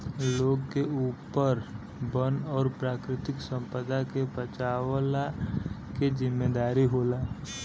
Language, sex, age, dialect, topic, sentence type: Bhojpuri, female, 18-24, Western, agriculture, statement